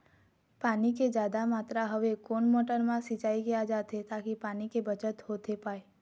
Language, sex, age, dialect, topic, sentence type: Chhattisgarhi, female, 36-40, Eastern, agriculture, question